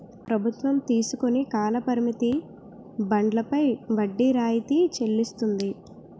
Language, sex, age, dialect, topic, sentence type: Telugu, female, 18-24, Utterandhra, banking, statement